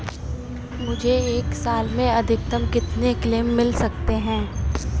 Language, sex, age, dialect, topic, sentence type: Hindi, female, 18-24, Marwari Dhudhari, banking, question